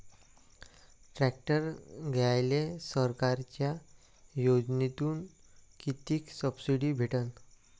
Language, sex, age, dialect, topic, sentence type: Marathi, male, 18-24, Varhadi, agriculture, question